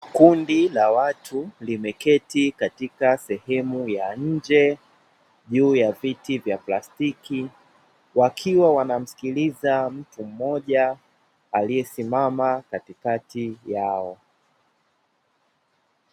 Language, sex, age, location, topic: Swahili, male, 18-24, Dar es Salaam, education